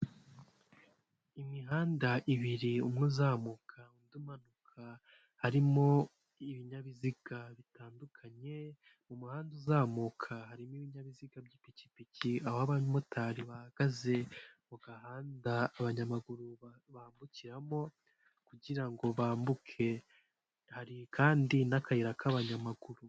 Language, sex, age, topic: Kinyarwanda, male, 18-24, government